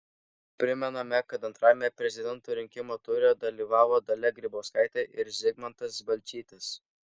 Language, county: Lithuanian, Vilnius